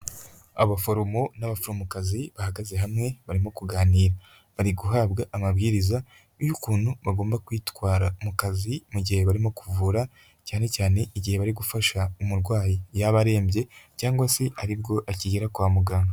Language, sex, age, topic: Kinyarwanda, male, 25-35, health